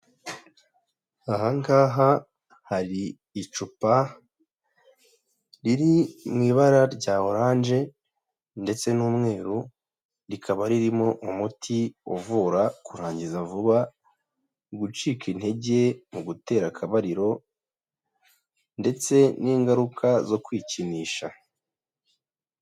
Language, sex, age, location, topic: Kinyarwanda, male, 25-35, Huye, health